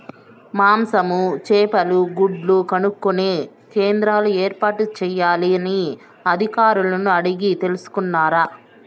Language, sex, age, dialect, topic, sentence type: Telugu, male, 25-30, Southern, agriculture, question